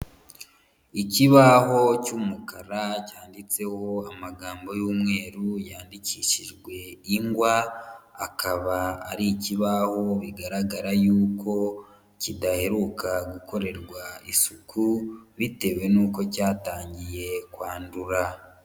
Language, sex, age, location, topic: Kinyarwanda, female, 18-24, Huye, education